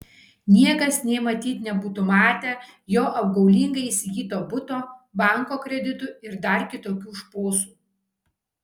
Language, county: Lithuanian, Kaunas